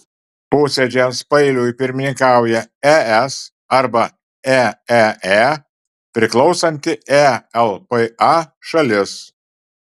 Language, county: Lithuanian, Marijampolė